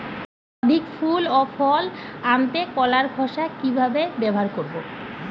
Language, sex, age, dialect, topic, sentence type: Bengali, female, 41-45, Standard Colloquial, agriculture, question